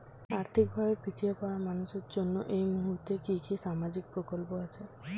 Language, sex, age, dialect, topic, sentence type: Bengali, female, 18-24, Standard Colloquial, banking, question